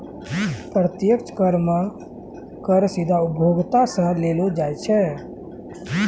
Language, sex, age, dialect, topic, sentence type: Maithili, male, 25-30, Angika, banking, statement